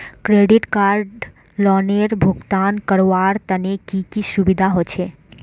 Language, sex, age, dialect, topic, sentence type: Magahi, female, 25-30, Northeastern/Surjapuri, banking, question